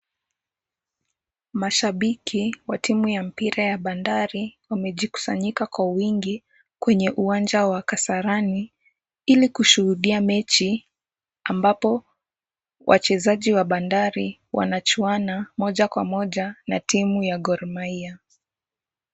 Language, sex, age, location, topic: Swahili, female, 18-24, Kisumu, government